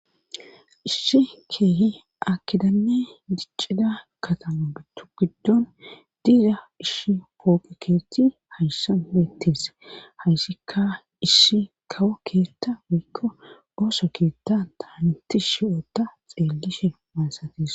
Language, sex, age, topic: Gamo, female, 36-49, government